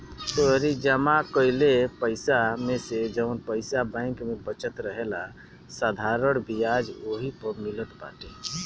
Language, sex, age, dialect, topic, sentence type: Bhojpuri, male, 60-100, Northern, banking, statement